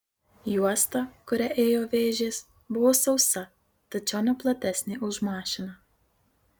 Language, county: Lithuanian, Marijampolė